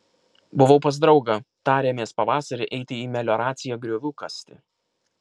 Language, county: Lithuanian, Kaunas